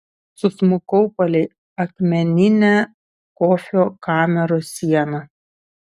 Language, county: Lithuanian, Šiauliai